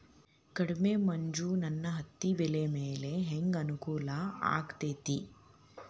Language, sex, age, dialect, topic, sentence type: Kannada, female, 31-35, Dharwad Kannada, agriculture, question